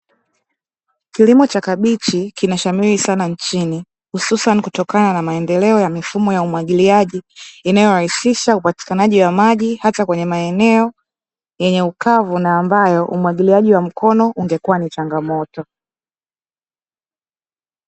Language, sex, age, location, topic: Swahili, female, 18-24, Dar es Salaam, agriculture